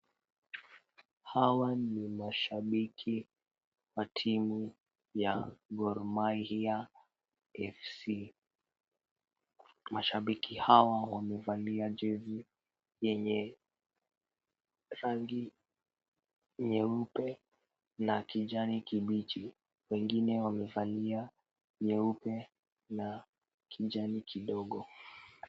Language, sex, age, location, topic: Swahili, female, 36-49, Kisumu, government